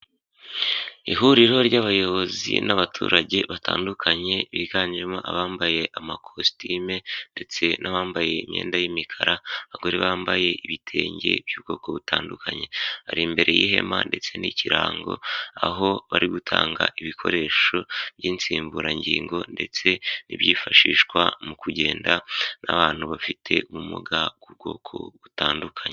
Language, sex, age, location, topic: Kinyarwanda, male, 18-24, Huye, health